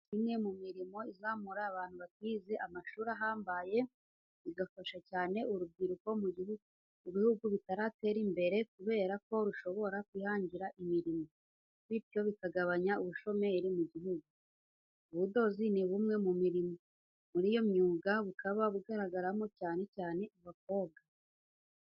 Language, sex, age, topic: Kinyarwanda, female, 18-24, education